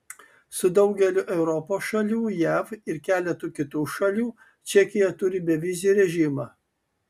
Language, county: Lithuanian, Kaunas